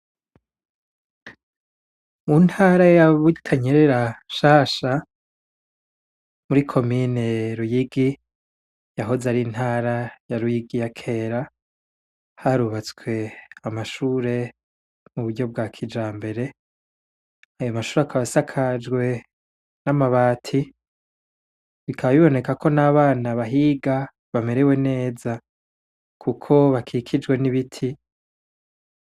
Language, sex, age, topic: Rundi, male, 25-35, education